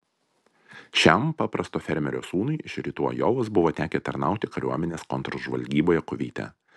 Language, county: Lithuanian, Vilnius